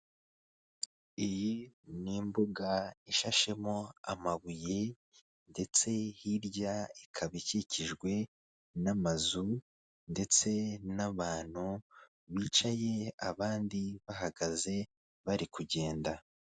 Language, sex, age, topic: Kinyarwanda, male, 18-24, government